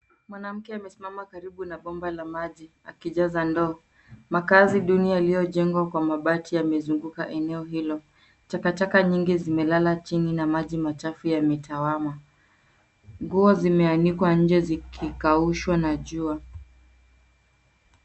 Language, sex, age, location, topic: Swahili, female, 18-24, Nairobi, government